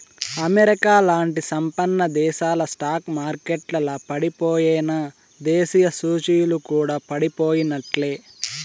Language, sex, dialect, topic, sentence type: Telugu, male, Southern, banking, statement